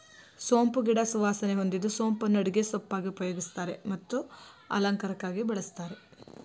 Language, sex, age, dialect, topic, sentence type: Kannada, female, 25-30, Mysore Kannada, agriculture, statement